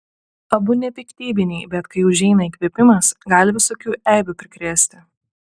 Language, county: Lithuanian, Utena